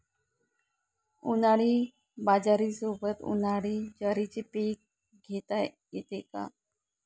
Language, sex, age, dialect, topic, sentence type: Marathi, male, 41-45, Northern Konkan, agriculture, question